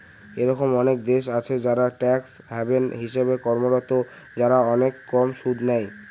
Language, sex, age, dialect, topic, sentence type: Bengali, male, <18, Northern/Varendri, banking, statement